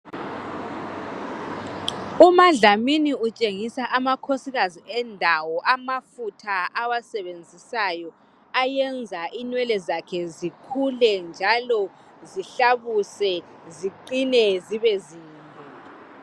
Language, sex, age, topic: North Ndebele, male, 50+, health